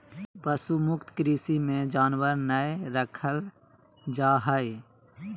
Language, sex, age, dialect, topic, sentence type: Magahi, male, 31-35, Southern, agriculture, statement